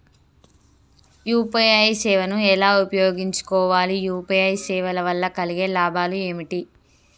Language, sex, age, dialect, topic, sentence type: Telugu, female, 25-30, Telangana, banking, question